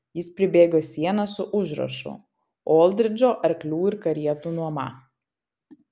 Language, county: Lithuanian, Kaunas